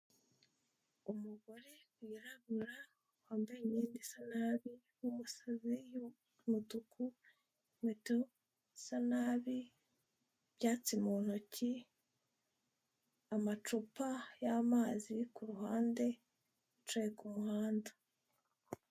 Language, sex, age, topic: Kinyarwanda, female, 25-35, health